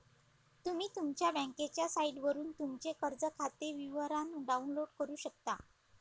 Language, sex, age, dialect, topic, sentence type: Marathi, female, 25-30, Varhadi, banking, statement